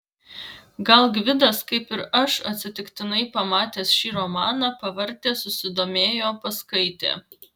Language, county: Lithuanian, Vilnius